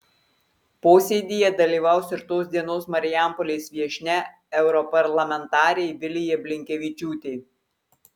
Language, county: Lithuanian, Marijampolė